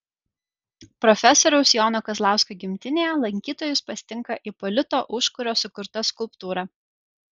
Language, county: Lithuanian, Kaunas